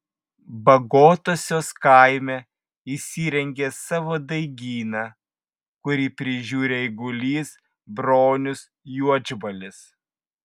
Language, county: Lithuanian, Vilnius